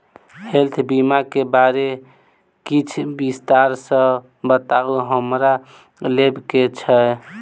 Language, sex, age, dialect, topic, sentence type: Maithili, male, 18-24, Southern/Standard, banking, question